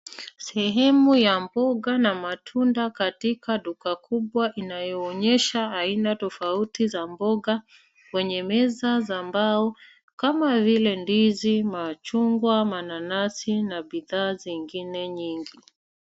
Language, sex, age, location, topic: Swahili, female, 36-49, Nairobi, finance